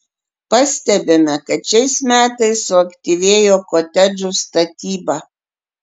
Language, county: Lithuanian, Klaipėda